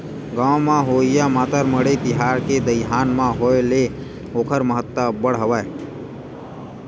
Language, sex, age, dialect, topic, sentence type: Chhattisgarhi, male, 18-24, Western/Budati/Khatahi, agriculture, statement